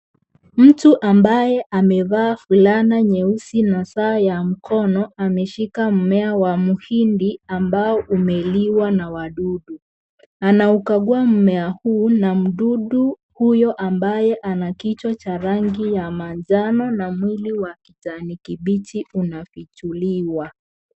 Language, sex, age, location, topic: Swahili, female, 25-35, Kisii, agriculture